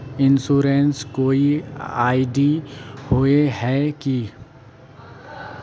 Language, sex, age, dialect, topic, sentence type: Magahi, male, 18-24, Northeastern/Surjapuri, banking, question